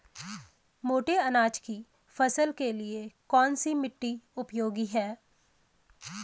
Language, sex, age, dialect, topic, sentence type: Hindi, female, 25-30, Garhwali, agriculture, question